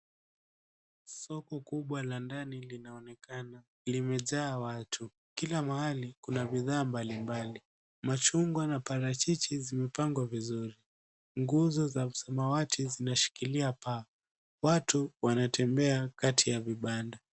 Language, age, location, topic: Swahili, 18-24, Nairobi, finance